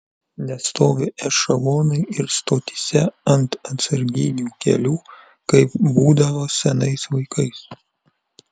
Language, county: Lithuanian, Vilnius